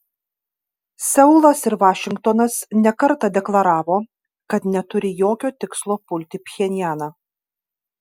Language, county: Lithuanian, Kaunas